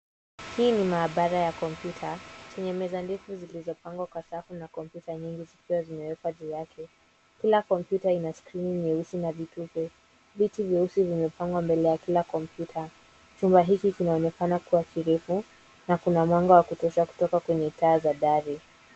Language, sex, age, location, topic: Swahili, female, 18-24, Nairobi, education